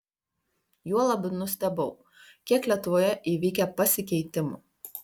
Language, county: Lithuanian, Panevėžys